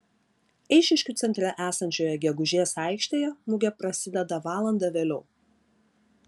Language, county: Lithuanian, Klaipėda